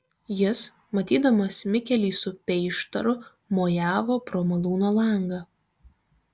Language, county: Lithuanian, Kaunas